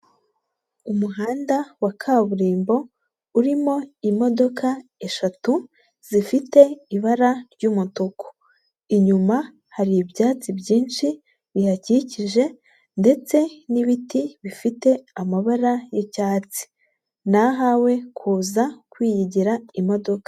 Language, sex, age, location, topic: Kinyarwanda, female, 18-24, Huye, government